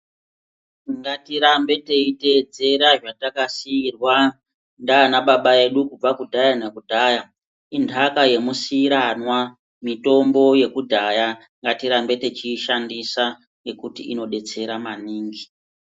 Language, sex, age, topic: Ndau, female, 36-49, health